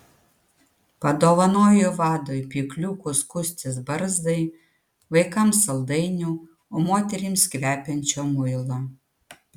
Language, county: Lithuanian, Utena